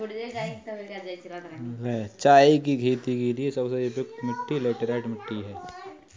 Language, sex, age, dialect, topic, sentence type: Hindi, female, 18-24, Kanauji Braj Bhasha, agriculture, statement